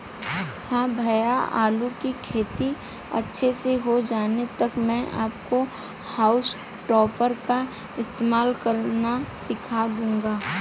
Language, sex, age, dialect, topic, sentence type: Hindi, female, 18-24, Hindustani Malvi Khadi Boli, agriculture, statement